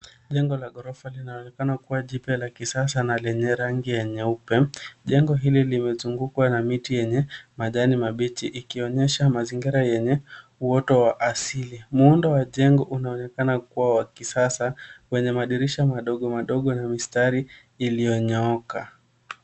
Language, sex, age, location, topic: Swahili, male, 18-24, Nairobi, finance